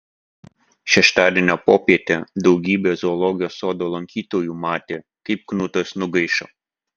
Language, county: Lithuanian, Vilnius